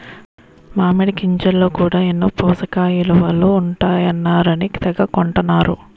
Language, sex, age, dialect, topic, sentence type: Telugu, female, 25-30, Utterandhra, agriculture, statement